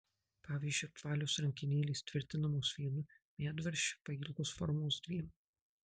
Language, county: Lithuanian, Marijampolė